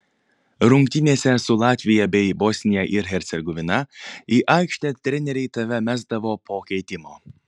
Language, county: Lithuanian, Panevėžys